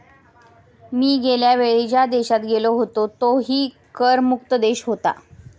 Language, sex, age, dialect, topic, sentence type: Marathi, female, 18-24, Standard Marathi, banking, statement